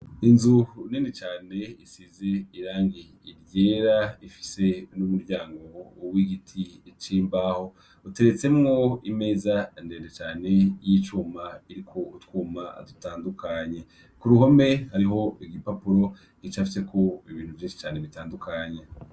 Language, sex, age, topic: Rundi, male, 25-35, education